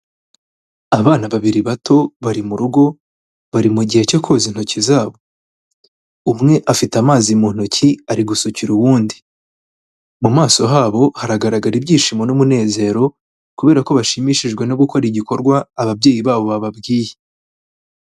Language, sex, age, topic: Kinyarwanda, male, 18-24, health